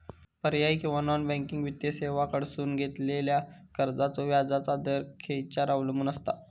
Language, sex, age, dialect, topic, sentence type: Marathi, male, 41-45, Southern Konkan, banking, question